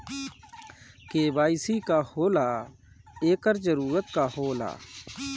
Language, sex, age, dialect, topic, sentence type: Bhojpuri, male, 31-35, Northern, banking, question